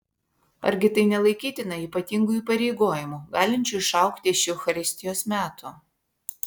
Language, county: Lithuanian, Vilnius